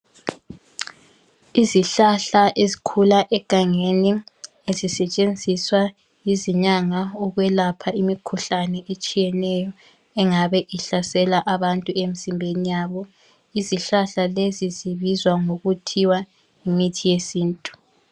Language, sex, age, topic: North Ndebele, female, 18-24, health